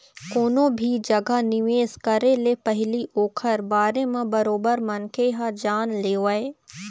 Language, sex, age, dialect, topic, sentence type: Chhattisgarhi, female, 60-100, Eastern, banking, statement